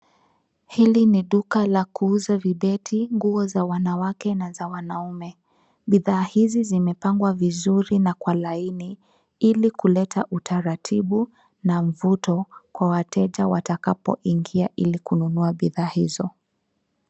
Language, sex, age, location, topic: Swahili, female, 25-35, Nairobi, finance